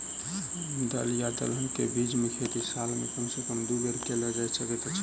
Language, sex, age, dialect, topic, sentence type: Maithili, male, 18-24, Southern/Standard, agriculture, question